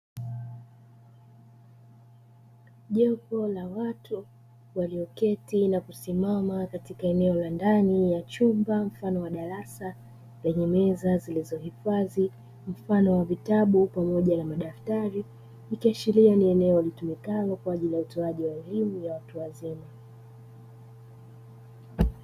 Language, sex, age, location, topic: Swahili, female, 25-35, Dar es Salaam, education